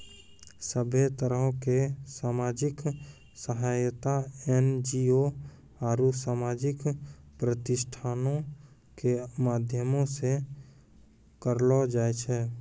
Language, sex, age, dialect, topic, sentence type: Maithili, male, 18-24, Angika, banking, statement